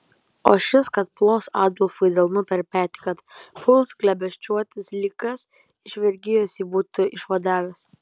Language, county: Lithuanian, Kaunas